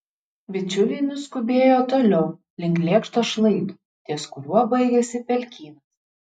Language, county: Lithuanian, Šiauliai